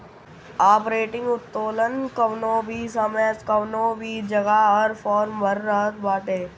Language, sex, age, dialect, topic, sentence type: Bhojpuri, male, 60-100, Northern, banking, statement